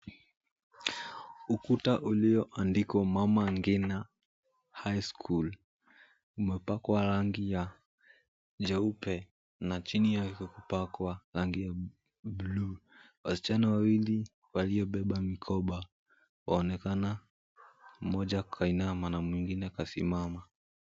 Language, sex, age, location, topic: Swahili, male, 18-24, Mombasa, education